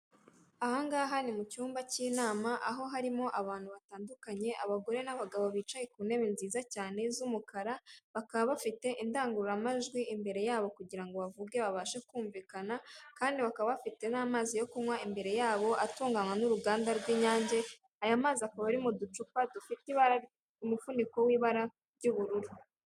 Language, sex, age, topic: Kinyarwanda, female, 18-24, government